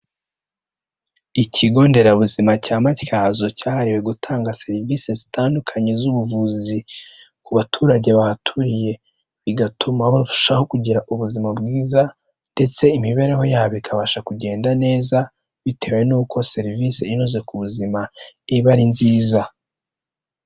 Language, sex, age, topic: Kinyarwanda, male, 18-24, health